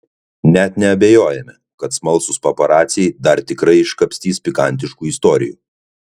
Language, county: Lithuanian, Kaunas